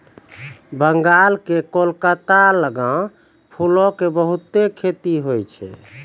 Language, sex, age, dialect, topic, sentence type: Maithili, male, 41-45, Angika, agriculture, statement